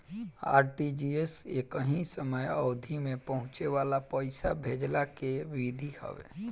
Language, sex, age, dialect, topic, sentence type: Bhojpuri, male, 18-24, Northern, banking, statement